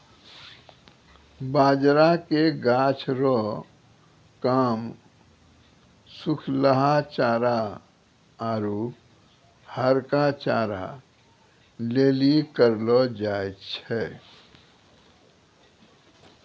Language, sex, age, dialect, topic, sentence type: Maithili, male, 60-100, Angika, agriculture, statement